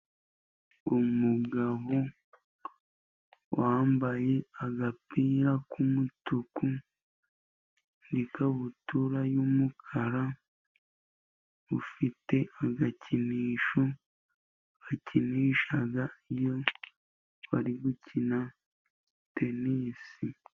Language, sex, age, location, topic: Kinyarwanda, male, 18-24, Musanze, government